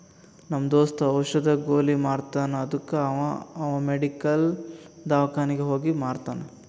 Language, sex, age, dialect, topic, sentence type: Kannada, male, 18-24, Northeastern, banking, statement